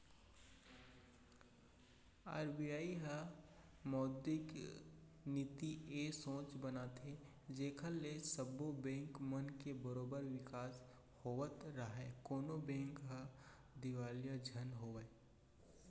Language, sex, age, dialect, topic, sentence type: Chhattisgarhi, male, 25-30, Central, banking, statement